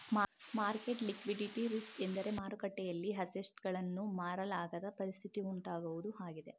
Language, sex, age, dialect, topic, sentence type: Kannada, male, 31-35, Mysore Kannada, banking, statement